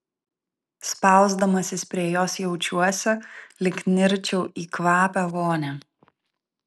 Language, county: Lithuanian, Vilnius